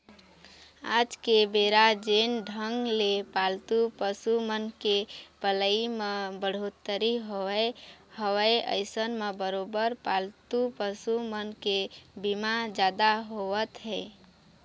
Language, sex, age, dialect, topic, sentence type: Chhattisgarhi, female, 25-30, Eastern, banking, statement